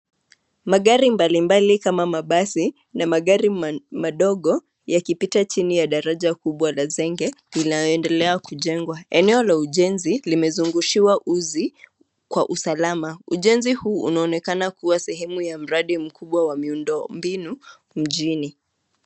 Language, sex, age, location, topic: Swahili, female, 25-35, Nairobi, government